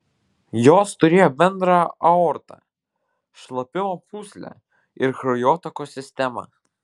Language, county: Lithuanian, Vilnius